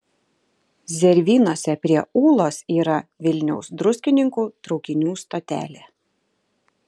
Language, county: Lithuanian, Kaunas